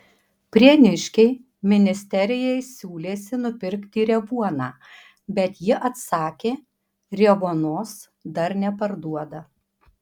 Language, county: Lithuanian, Panevėžys